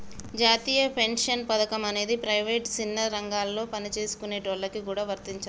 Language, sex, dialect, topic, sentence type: Telugu, male, Telangana, banking, statement